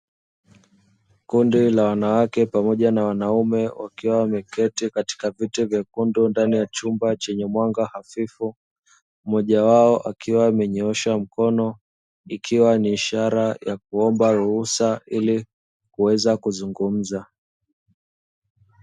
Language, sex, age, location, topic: Swahili, male, 25-35, Dar es Salaam, education